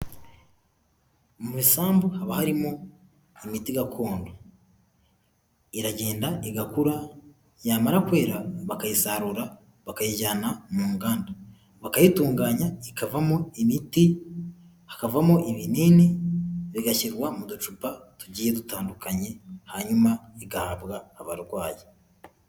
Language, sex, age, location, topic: Kinyarwanda, male, 18-24, Huye, health